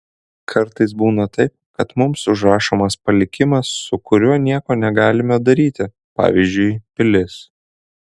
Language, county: Lithuanian, Kaunas